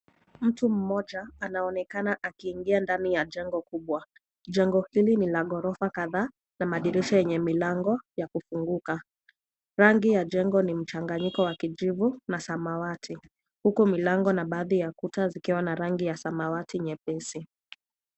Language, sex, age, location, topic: Swahili, female, 18-24, Nairobi, education